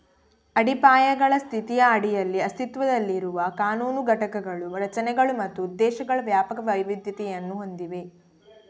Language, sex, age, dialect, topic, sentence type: Kannada, female, 18-24, Coastal/Dakshin, banking, statement